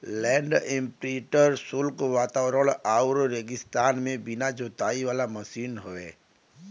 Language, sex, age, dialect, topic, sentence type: Bhojpuri, male, 25-30, Western, agriculture, statement